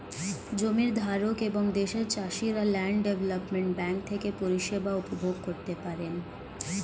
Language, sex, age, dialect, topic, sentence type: Bengali, female, 18-24, Standard Colloquial, banking, statement